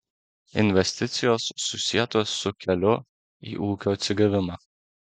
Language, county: Lithuanian, Klaipėda